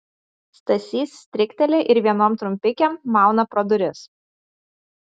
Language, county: Lithuanian, Vilnius